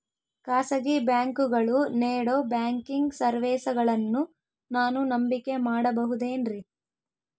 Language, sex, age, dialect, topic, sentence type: Kannada, female, 18-24, Central, banking, question